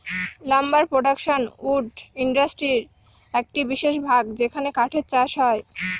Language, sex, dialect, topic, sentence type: Bengali, female, Northern/Varendri, agriculture, statement